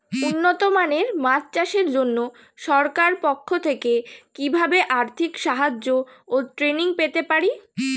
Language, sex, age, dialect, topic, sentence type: Bengali, female, 36-40, Standard Colloquial, agriculture, question